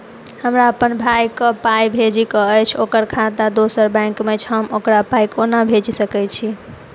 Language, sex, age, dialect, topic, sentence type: Maithili, female, 18-24, Southern/Standard, banking, question